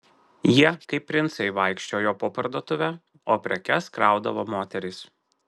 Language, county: Lithuanian, Marijampolė